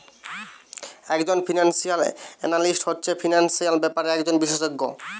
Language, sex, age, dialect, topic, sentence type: Bengali, male, 18-24, Western, banking, statement